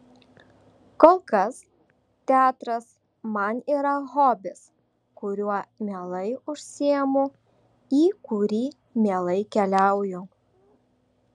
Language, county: Lithuanian, Šiauliai